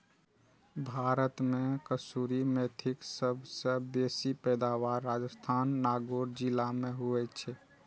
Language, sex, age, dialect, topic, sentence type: Maithili, male, 31-35, Eastern / Thethi, agriculture, statement